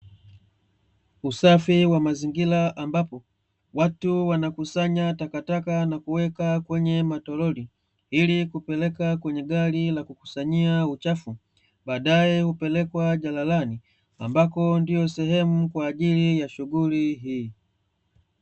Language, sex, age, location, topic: Swahili, male, 25-35, Dar es Salaam, government